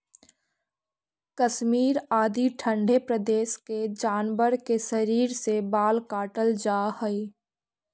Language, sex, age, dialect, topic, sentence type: Magahi, female, 46-50, Central/Standard, banking, statement